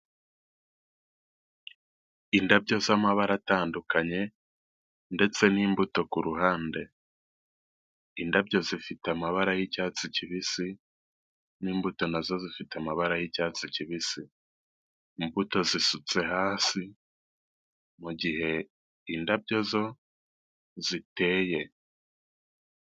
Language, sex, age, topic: Kinyarwanda, male, 18-24, health